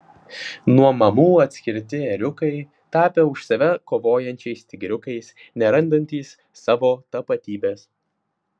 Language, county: Lithuanian, Vilnius